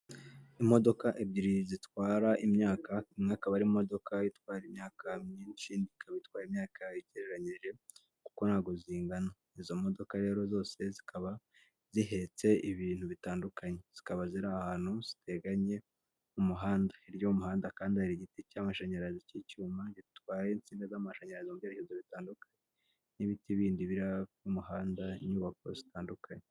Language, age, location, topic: Kinyarwanda, 25-35, Kigali, government